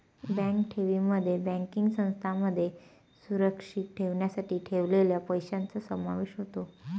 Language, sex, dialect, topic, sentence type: Marathi, female, Varhadi, banking, statement